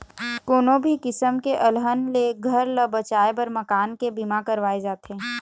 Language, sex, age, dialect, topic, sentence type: Chhattisgarhi, female, 18-24, Eastern, banking, statement